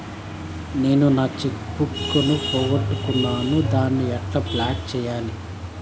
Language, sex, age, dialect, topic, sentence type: Telugu, male, 25-30, Southern, banking, question